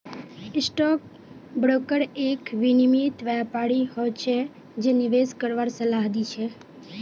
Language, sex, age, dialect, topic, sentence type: Magahi, female, 18-24, Northeastern/Surjapuri, banking, statement